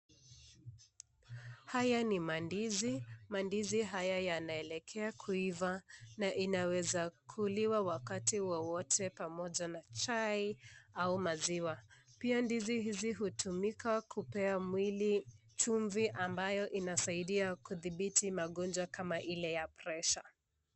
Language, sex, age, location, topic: Swahili, female, 25-35, Nakuru, agriculture